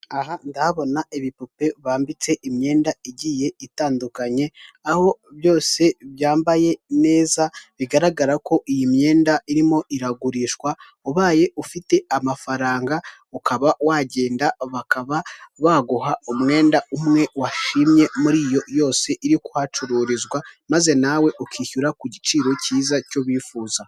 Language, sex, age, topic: Kinyarwanda, male, 18-24, finance